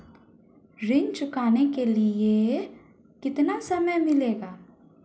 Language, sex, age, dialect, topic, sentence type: Hindi, female, 25-30, Marwari Dhudhari, banking, question